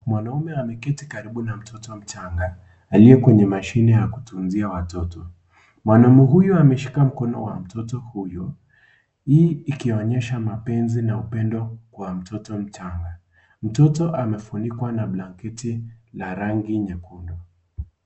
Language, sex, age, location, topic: Swahili, male, 18-24, Kisii, health